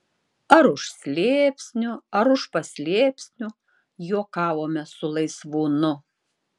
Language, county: Lithuanian, Tauragė